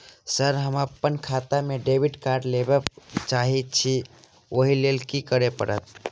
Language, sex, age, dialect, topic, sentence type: Maithili, male, 60-100, Southern/Standard, banking, question